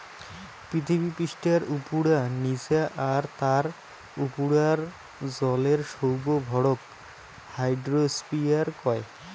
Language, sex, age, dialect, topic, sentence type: Bengali, male, 25-30, Rajbangshi, agriculture, statement